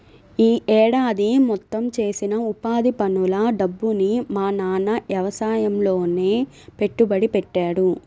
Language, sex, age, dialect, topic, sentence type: Telugu, female, 25-30, Central/Coastal, banking, statement